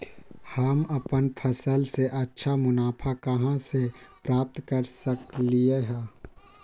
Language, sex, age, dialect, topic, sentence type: Magahi, male, 25-30, Western, agriculture, question